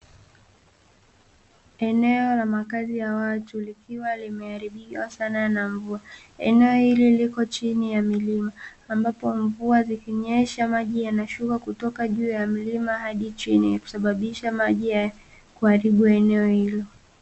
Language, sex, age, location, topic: Swahili, female, 18-24, Dar es Salaam, health